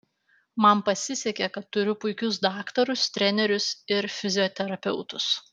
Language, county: Lithuanian, Alytus